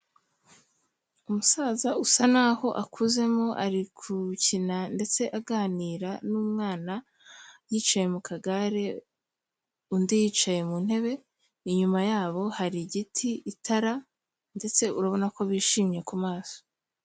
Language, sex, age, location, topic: Kinyarwanda, female, 18-24, Kigali, health